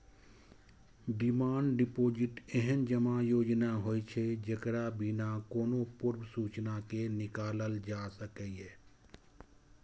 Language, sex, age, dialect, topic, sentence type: Maithili, male, 25-30, Eastern / Thethi, banking, statement